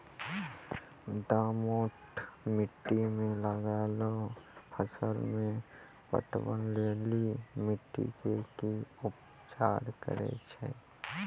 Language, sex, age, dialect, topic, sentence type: Maithili, female, 18-24, Angika, agriculture, question